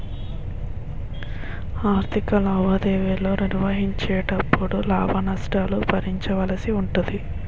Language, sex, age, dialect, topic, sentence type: Telugu, female, 25-30, Utterandhra, banking, statement